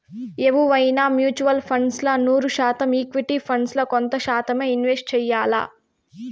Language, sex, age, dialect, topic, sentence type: Telugu, female, 18-24, Southern, banking, statement